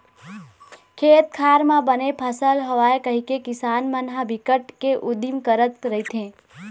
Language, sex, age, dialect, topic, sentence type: Chhattisgarhi, female, 18-24, Eastern, agriculture, statement